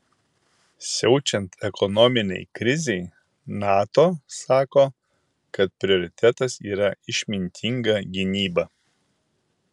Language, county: Lithuanian, Kaunas